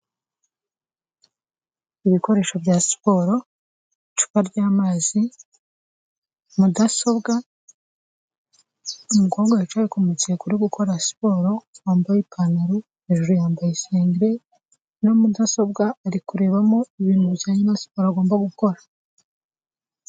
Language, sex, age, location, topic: Kinyarwanda, female, 25-35, Kigali, health